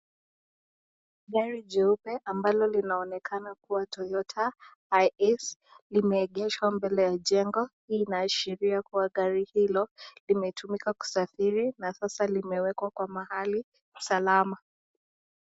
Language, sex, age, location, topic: Swahili, female, 18-24, Nakuru, finance